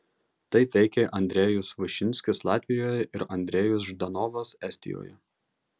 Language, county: Lithuanian, Marijampolė